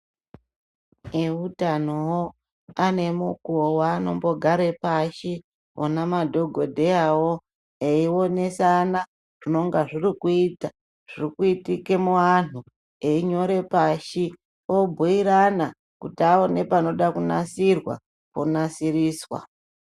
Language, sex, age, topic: Ndau, male, 36-49, education